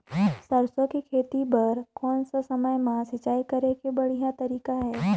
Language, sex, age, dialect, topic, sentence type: Chhattisgarhi, female, 25-30, Northern/Bhandar, agriculture, question